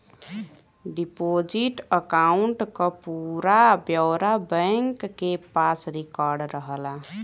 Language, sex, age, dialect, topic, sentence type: Bhojpuri, female, 18-24, Western, banking, statement